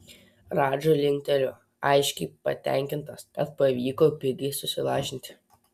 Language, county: Lithuanian, Telšiai